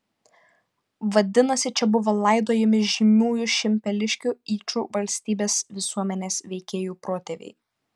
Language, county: Lithuanian, Panevėžys